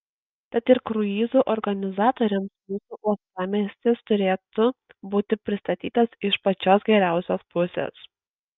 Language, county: Lithuanian, Kaunas